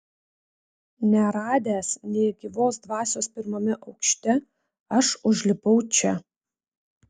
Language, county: Lithuanian, Vilnius